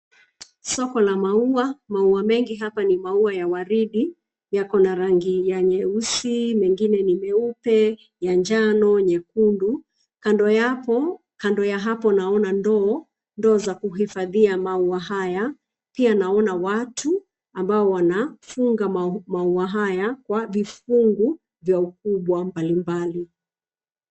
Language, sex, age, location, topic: Swahili, female, 36-49, Nairobi, finance